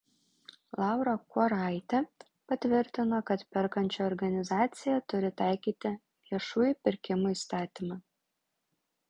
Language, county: Lithuanian, Vilnius